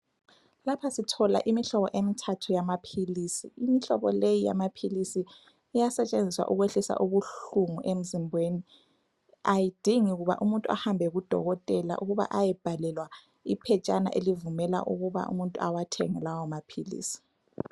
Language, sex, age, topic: North Ndebele, female, 25-35, health